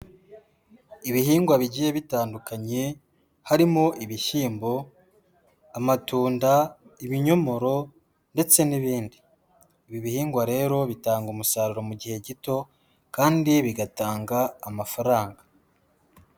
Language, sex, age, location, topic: Kinyarwanda, female, 18-24, Huye, agriculture